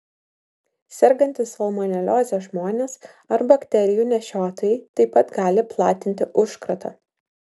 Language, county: Lithuanian, Vilnius